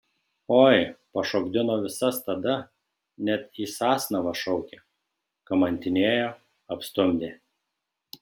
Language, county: Lithuanian, Šiauliai